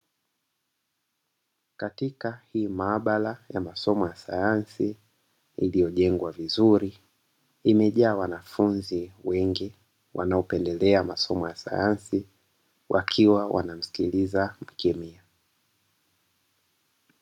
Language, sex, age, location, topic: Swahili, male, 36-49, Dar es Salaam, education